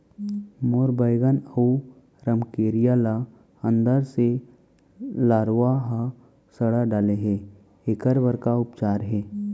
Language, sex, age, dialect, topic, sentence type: Chhattisgarhi, male, 18-24, Central, agriculture, question